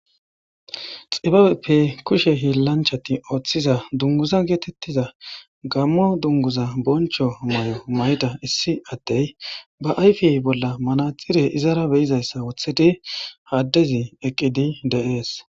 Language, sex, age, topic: Gamo, female, 18-24, government